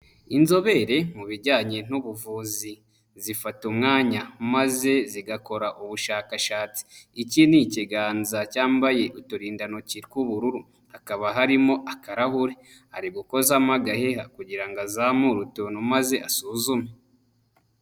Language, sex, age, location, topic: Kinyarwanda, male, 25-35, Nyagatare, health